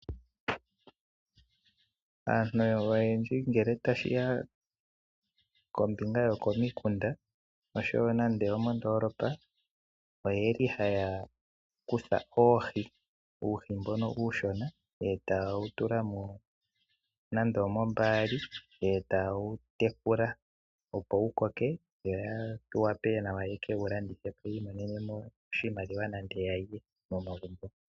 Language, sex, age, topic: Oshiwambo, male, 25-35, agriculture